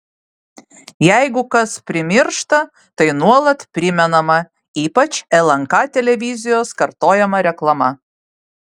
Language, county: Lithuanian, Vilnius